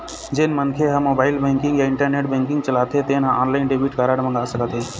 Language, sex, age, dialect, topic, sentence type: Chhattisgarhi, male, 25-30, Eastern, banking, statement